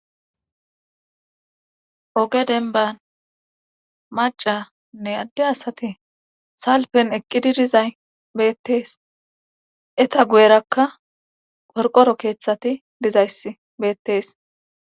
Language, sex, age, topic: Gamo, female, 25-35, government